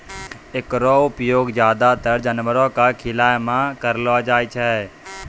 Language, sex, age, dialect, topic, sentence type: Maithili, male, 18-24, Angika, agriculture, statement